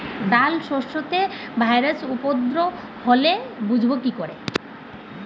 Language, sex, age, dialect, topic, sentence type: Bengali, female, 41-45, Standard Colloquial, agriculture, question